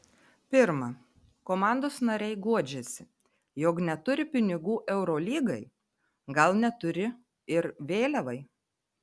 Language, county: Lithuanian, Telšiai